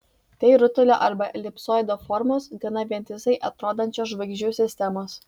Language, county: Lithuanian, Vilnius